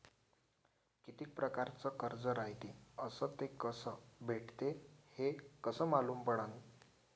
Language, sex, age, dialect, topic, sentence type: Marathi, male, 18-24, Varhadi, banking, question